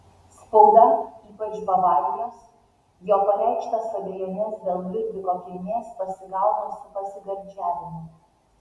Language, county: Lithuanian, Vilnius